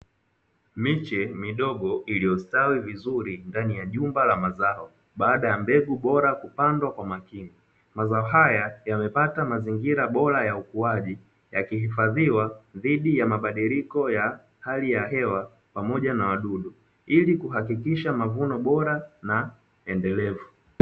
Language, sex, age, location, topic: Swahili, male, 25-35, Dar es Salaam, agriculture